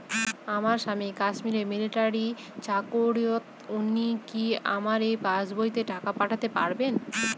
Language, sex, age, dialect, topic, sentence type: Bengali, female, 25-30, Northern/Varendri, banking, question